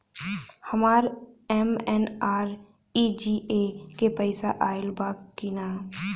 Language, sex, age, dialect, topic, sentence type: Bhojpuri, female, 25-30, Western, banking, question